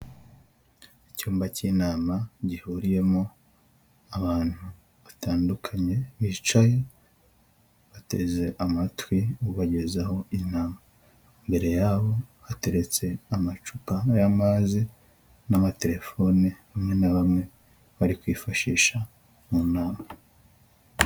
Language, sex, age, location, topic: Kinyarwanda, male, 25-35, Huye, government